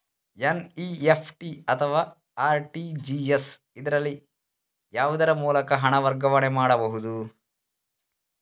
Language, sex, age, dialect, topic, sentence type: Kannada, male, 36-40, Coastal/Dakshin, banking, question